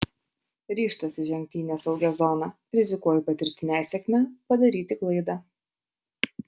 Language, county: Lithuanian, Utena